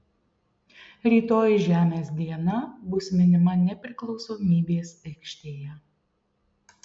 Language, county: Lithuanian, Šiauliai